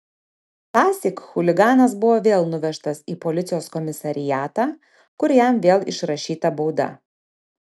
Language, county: Lithuanian, Panevėžys